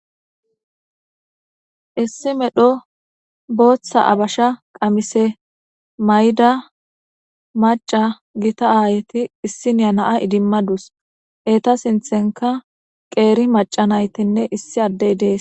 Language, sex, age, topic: Gamo, female, 25-35, government